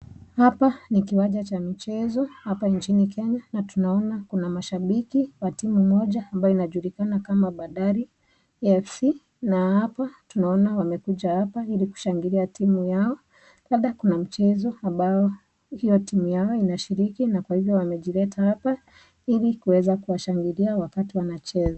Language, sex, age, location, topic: Swahili, female, 25-35, Nakuru, government